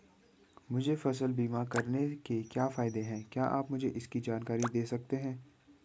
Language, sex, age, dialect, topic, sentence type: Hindi, male, 18-24, Garhwali, banking, question